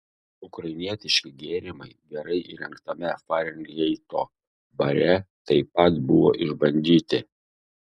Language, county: Lithuanian, Šiauliai